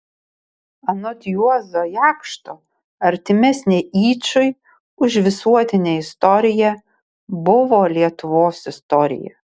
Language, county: Lithuanian, Šiauliai